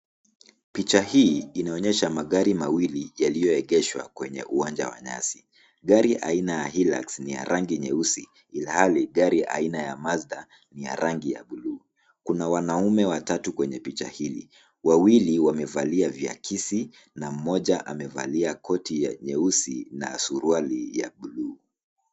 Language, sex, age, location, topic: Swahili, male, 25-35, Nairobi, finance